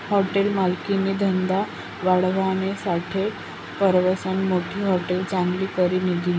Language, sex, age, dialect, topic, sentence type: Marathi, female, 25-30, Northern Konkan, banking, statement